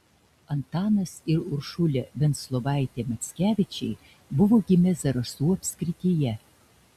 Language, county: Lithuanian, Šiauliai